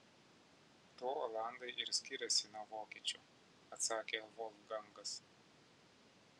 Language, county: Lithuanian, Vilnius